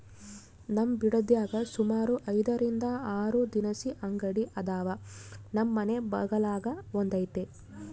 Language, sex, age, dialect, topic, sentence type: Kannada, female, 25-30, Central, agriculture, statement